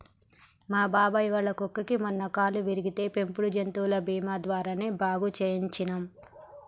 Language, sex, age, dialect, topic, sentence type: Telugu, male, 31-35, Telangana, banking, statement